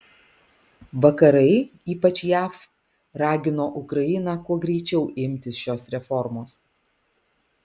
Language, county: Lithuanian, Alytus